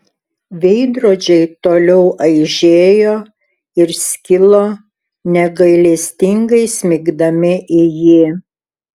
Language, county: Lithuanian, Šiauliai